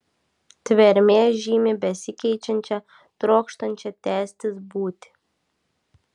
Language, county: Lithuanian, Klaipėda